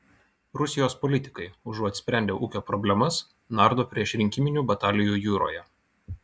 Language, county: Lithuanian, Utena